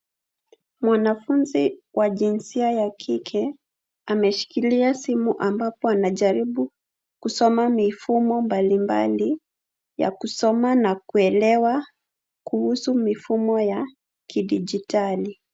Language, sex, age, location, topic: Swahili, female, 25-35, Nairobi, education